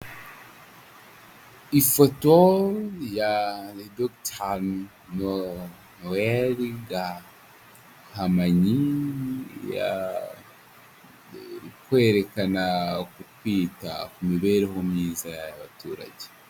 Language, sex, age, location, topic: Kinyarwanda, male, 18-24, Huye, health